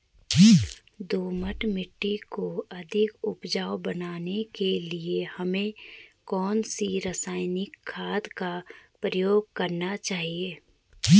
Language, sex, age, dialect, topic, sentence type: Hindi, female, 25-30, Garhwali, agriculture, question